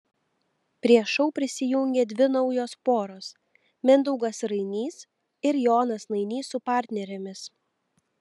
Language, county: Lithuanian, Telšiai